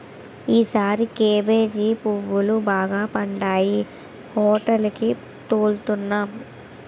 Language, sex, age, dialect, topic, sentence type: Telugu, female, 18-24, Utterandhra, agriculture, statement